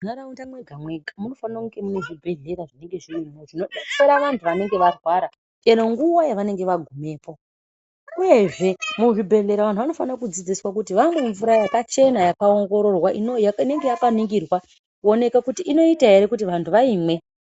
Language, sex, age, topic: Ndau, female, 25-35, health